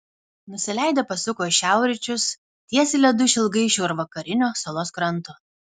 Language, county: Lithuanian, Kaunas